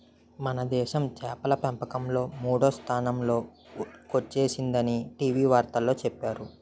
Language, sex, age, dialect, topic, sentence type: Telugu, male, 18-24, Utterandhra, agriculture, statement